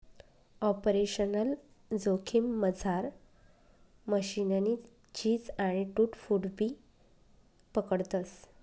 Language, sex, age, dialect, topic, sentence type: Marathi, female, 25-30, Northern Konkan, banking, statement